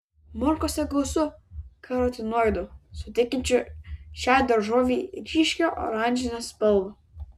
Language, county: Lithuanian, Vilnius